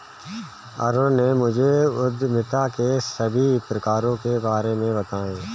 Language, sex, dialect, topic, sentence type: Hindi, male, Kanauji Braj Bhasha, banking, statement